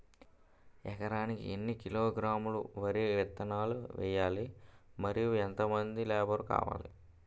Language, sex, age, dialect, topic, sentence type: Telugu, male, 18-24, Utterandhra, agriculture, question